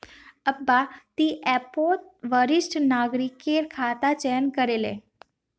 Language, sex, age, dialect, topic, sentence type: Magahi, female, 18-24, Northeastern/Surjapuri, banking, statement